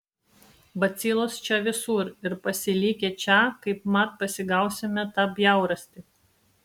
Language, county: Lithuanian, Vilnius